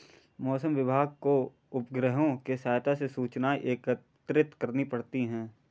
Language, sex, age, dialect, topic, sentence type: Hindi, male, 41-45, Awadhi Bundeli, agriculture, statement